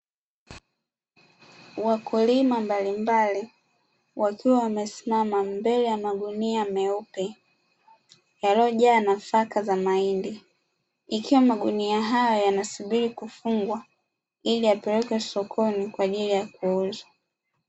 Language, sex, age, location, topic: Swahili, female, 25-35, Dar es Salaam, agriculture